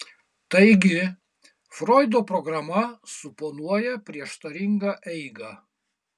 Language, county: Lithuanian, Kaunas